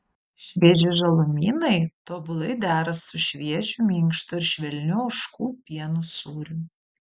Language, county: Lithuanian, Vilnius